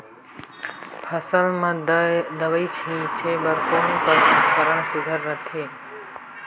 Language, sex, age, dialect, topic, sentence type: Chhattisgarhi, female, 25-30, Northern/Bhandar, agriculture, question